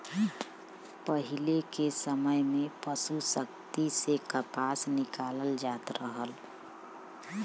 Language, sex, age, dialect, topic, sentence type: Bhojpuri, female, 31-35, Western, agriculture, statement